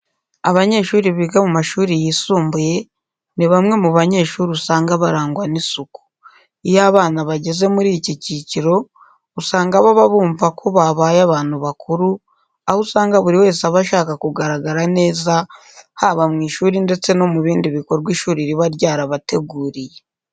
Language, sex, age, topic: Kinyarwanda, female, 18-24, education